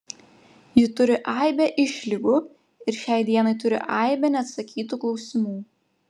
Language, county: Lithuanian, Panevėžys